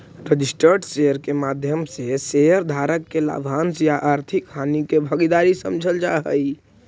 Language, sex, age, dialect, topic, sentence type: Magahi, male, 18-24, Central/Standard, banking, statement